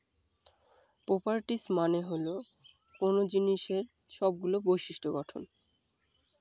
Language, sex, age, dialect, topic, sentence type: Bengali, male, 18-24, Northern/Varendri, agriculture, statement